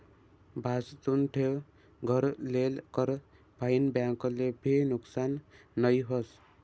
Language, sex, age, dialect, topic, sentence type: Marathi, male, 18-24, Northern Konkan, banking, statement